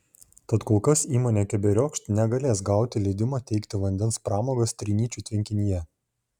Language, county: Lithuanian, Šiauliai